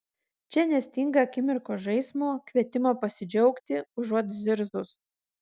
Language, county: Lithuanian, Kaunas